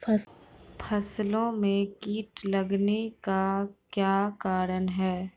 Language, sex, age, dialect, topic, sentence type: Maithili, female, 18-24, Angika, agriculture, question